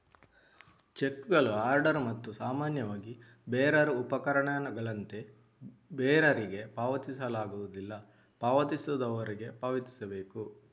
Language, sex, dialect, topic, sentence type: Kannada, male, Coastal/Dakshin, banking, statement